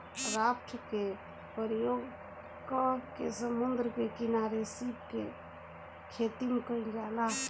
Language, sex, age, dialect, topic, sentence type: Bhojpuri, female, 18-24, Southern / Standard, agriculture, statement